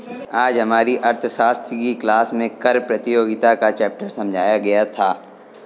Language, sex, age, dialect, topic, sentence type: Hindi, male, 25-30, Kanauji Braj Bhasha, banking, statement